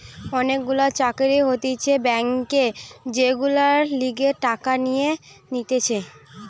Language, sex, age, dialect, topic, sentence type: Bengali, female, 18-24, Western, banking, statement